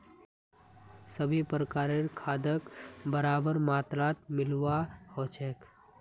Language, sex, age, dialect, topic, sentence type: Magahi, male, 18-24, Northeastern/Surjapuri, agriculture, statement